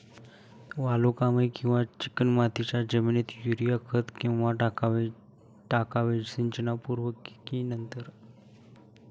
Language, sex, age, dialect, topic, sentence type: Marathi, male, 18-24, Standard Marathi, agriculture, question